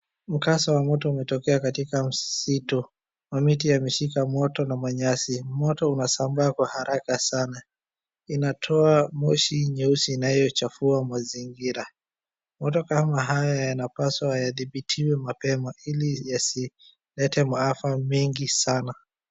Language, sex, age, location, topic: Swahili, male, 36-49, Wajir, health